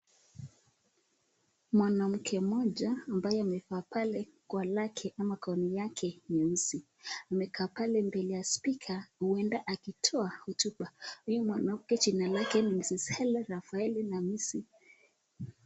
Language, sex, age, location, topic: Swahili, female, 25-35, Nakuru, government